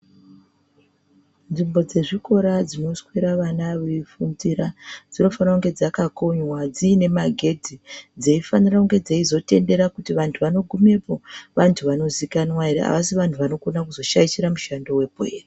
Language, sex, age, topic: Ndau, female, 36-49, health